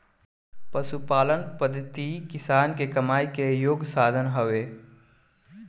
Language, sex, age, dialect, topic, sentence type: Bhojpuri, male, 18-24, Southern / Standard, agriculture, statement